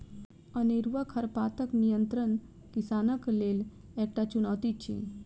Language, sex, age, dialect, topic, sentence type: Maithili, female, 25-30, Southern/Standard, agriculture, statement